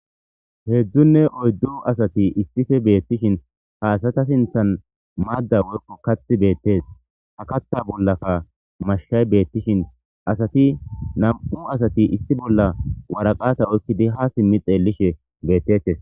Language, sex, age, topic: Gamo, male, 25-35, government